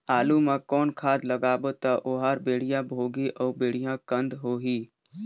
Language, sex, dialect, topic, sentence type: Chhattisgarhi, male, Northern/Bhandar, agriculture, question